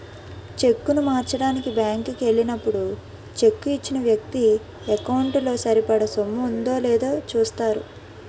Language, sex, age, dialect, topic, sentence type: Telugu, female, 18-24, Utterandhra, banking, statement